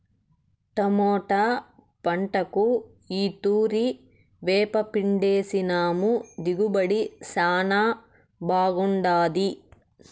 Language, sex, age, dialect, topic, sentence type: Telugu, female, 31-35, Southern, agriculture, statement